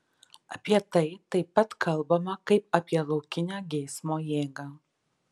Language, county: Lithuanian, Vilnius